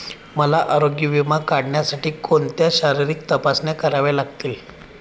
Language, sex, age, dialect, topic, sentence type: Marathi, male, 25-30, Standard Marathi, banking, question